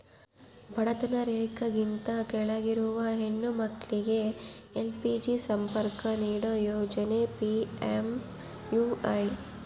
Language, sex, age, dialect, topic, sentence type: Kannada, female, 25-30, Central, agriculture, statement